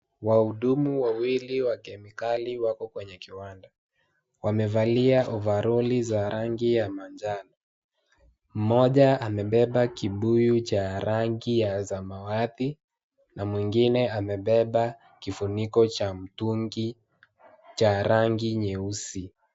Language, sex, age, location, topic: Swahili, male, 18-24, Wajir, health